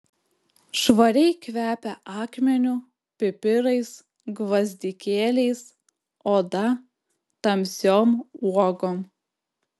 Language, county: Lithuanian, Klaipėda